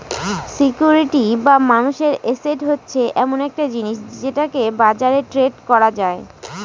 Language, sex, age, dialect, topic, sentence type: Bengali, female, 18-24, Northern/Varendri, banking, statement